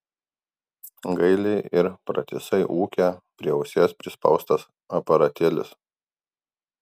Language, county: Lithuanian, Kaunas